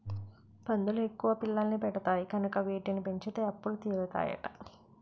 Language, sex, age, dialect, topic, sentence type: Telugu, female, 51-55, Utterandhra, agriculture, statement